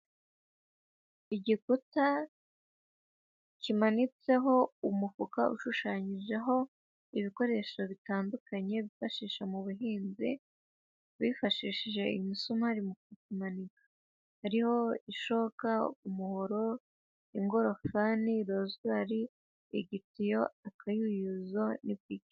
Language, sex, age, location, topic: Kinyarwanda, female, 25-35, Huye, education